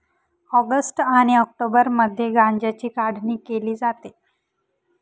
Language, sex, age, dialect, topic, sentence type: Marathi, female, 18-24, Northern Konkan, agriculture, statement